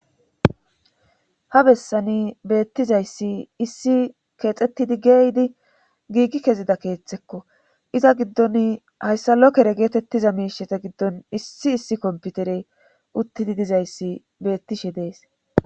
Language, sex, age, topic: Gamo, female, 25-35, government